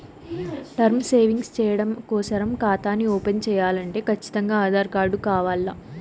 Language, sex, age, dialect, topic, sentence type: Telugu, female, 18-24, Southern, banking, statement